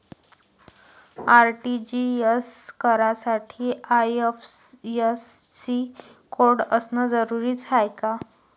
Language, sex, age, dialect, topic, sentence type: Marathi, female, 25-30, Varhadi, banking, question